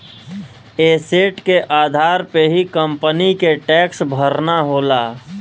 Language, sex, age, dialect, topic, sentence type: Bhojpuri, male, 25-30, Western, banking, statement